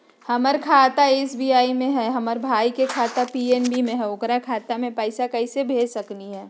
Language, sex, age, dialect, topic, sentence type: Magahi, female, 36-40, Southern, banking, question